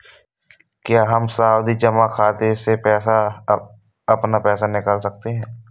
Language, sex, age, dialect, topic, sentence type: Hindi, male, 18-24, Awadhi Bundeli, banking, question